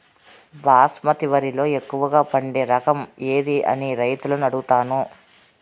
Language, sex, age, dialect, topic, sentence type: Telugu, female, 36-40, Southern, agriculture, question